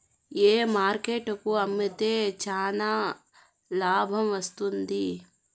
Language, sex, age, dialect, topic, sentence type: Telugu, male, 18-24, Southern, agriculture, question